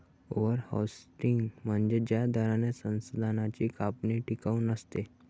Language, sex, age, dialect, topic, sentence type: Marathi, male, 18-24, Varhadi, agriculture, statement